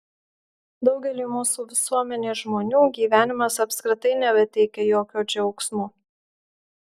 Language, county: Lithuanian, Marijampolė